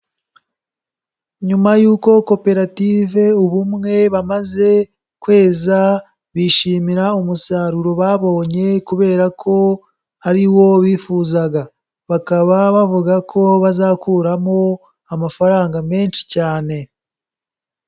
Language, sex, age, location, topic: Kinyarwanda, male, 18-24, Kigali, agriculture